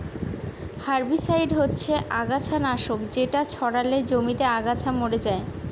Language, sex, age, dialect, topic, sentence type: Bengali, female, 18-24, Northern/Varendri, agriculture, statement